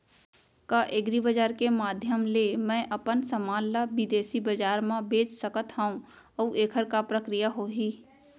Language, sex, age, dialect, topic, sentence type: Chhattisgarhi, female, 18-24, Central, agriculture, question